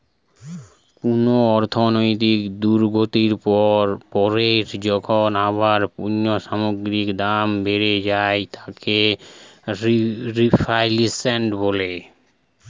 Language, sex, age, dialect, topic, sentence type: Bengali, male, 25-30, Western, banking, statement